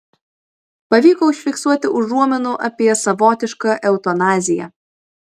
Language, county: Lithuanian, Vilnius